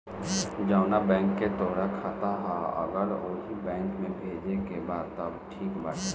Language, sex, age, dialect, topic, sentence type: Bhojpuri, male, 18-24, Northern, banking, statement